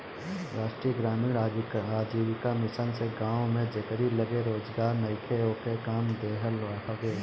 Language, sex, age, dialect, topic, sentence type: Bhojpuri, male, 25-30, Northern, banking, statement